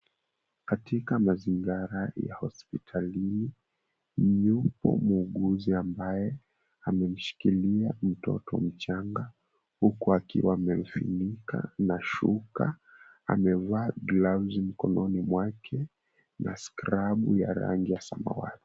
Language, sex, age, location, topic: Swahili, male, 18-24, Mombasa, health